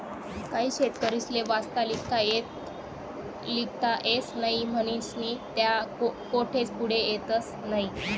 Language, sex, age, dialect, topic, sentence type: Marathi, female, 25-30, Northern Konkan, agriculture, statement